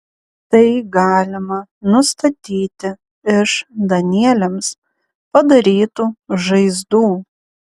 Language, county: Lithuanian, Panevėžys